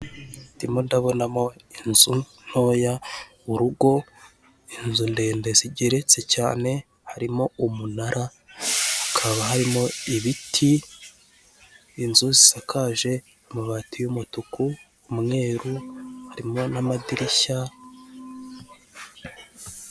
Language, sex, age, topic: Kinyarwanda, male, 25-35, government